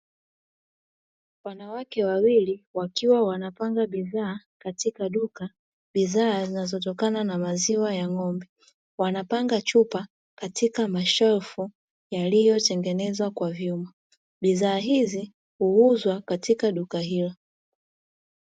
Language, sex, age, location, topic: Swahili, female, 36-49, Dar es Salaam, finance